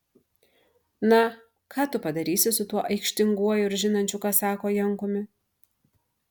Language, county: Lithuanian, Marijampolė